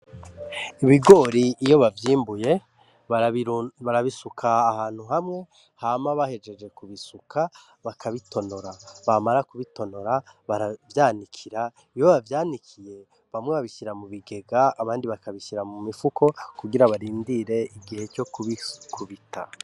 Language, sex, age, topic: Rundi, male, 36-49, agriculture